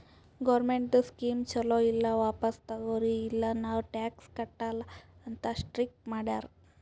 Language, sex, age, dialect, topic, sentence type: Kannada, female, 41-45, Northeastern, banking, statement